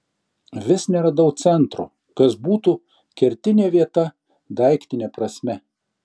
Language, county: Lithuanian, Šiauliai